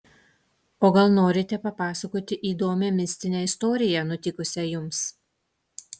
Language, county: Lithuanian, Utena